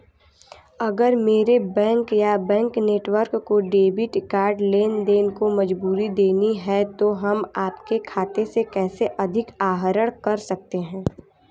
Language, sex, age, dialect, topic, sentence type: Hindi, female, 18-24, Hindustani Malvi Khadi Boli, banking, question